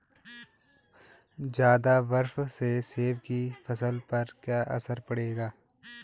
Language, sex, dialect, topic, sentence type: Hindi, male, Garhwali, agriculture, question